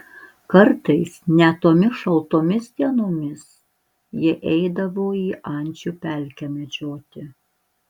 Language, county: Lithuanian, Alytus